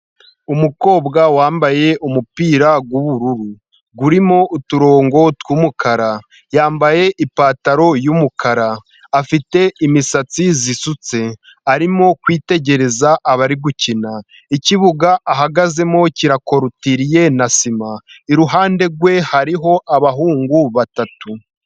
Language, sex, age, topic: Kinyarwanda, male, 25-35, government